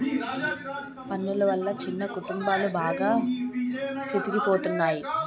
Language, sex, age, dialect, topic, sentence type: Telugu, male, 18-24, Utterandhra, banking, statement